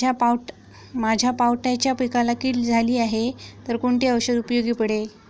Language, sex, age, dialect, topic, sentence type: Marathi, female, 36-40, Standard Marathi, agriculture, question